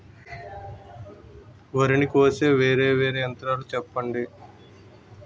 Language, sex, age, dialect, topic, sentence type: Telugu, male, 25-30, Utterandhra, agriculture, question